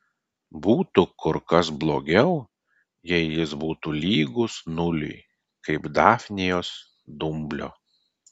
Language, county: Lithuanian, Klaipėda